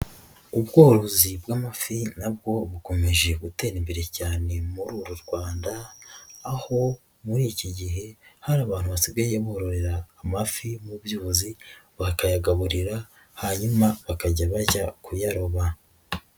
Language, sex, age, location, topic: Kinyarwanda, female, 25-35, Nyagatare, agriculture